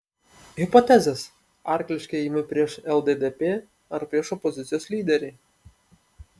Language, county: Lithuanian, Panevėžys